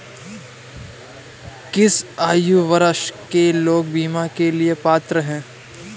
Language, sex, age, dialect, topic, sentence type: Hindi, male, 18-24, Awadhi Bundeli, banking, question